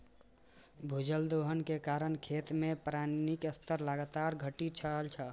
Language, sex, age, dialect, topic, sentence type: Maithili, male, 18-24, Eastern / Thethi, agriculture, statement